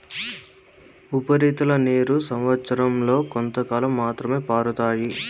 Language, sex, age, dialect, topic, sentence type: Telugu, male, 25-30, Southern, agriculture, statement